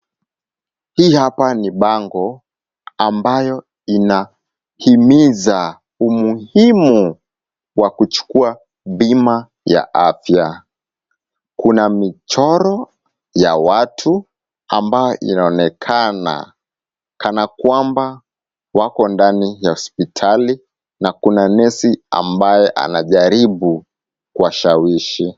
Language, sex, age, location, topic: Swahili, male, 25-35, Kisumu, finance